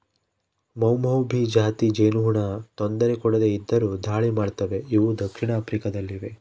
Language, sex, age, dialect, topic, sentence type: Kannada, male, 25-30, Central, agriculture, statement